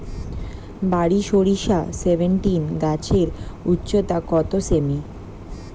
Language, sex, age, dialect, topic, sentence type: Bengali, female, 18-24, Standard Colloquial, agriculture, question